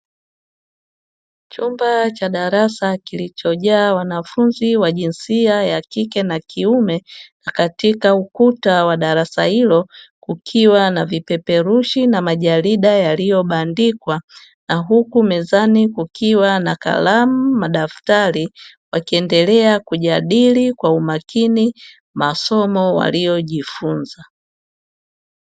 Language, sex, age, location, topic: Swahili, female, 25-35, Dar es Salaam, education